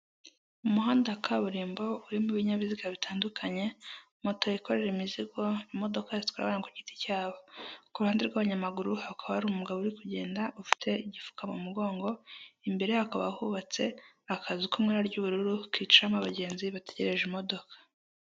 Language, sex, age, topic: Kinyarwanda, male, 18-24, government